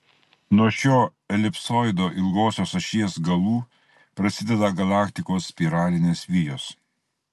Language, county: Lithuanian, Klaipėda